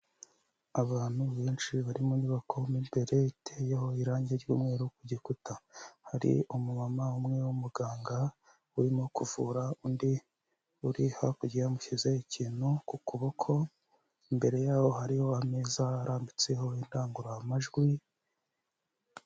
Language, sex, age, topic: Kinyarwanda, male, 25-35, health